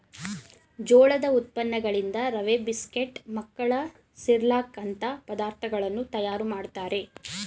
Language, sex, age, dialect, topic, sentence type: Kannada, female, 18-24, Mysore Kannada, agriculture, statement